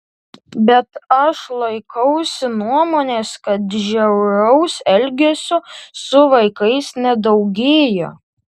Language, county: Lithuanian, Tauragė